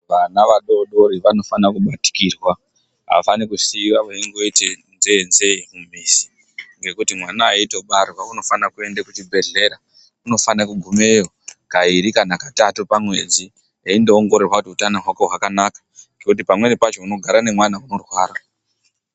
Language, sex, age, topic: Ndau, female, 36-49, health